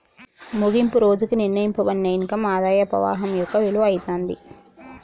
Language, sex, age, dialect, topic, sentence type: Telugu, female, 51-55, Telangana, banking, statement